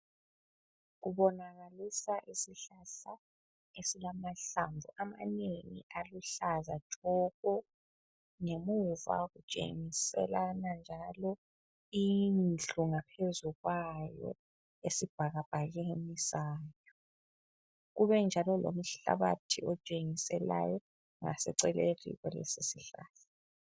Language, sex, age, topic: North Ndebele, female, 25-35, health